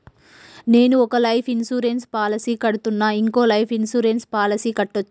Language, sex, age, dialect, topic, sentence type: Telugu, female, 31-35, Telangana, banking, question